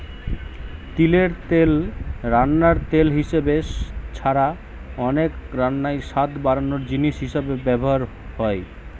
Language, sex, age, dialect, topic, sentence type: Bengali, male, 18-24, Western, agriculture, statement